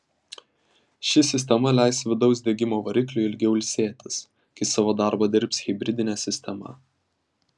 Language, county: Lithuanian, Vilnius